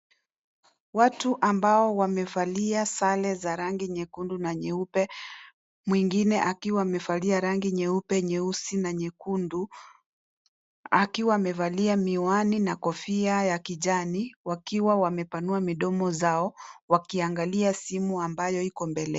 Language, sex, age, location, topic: Swahili, female, 36-49, Kisii, government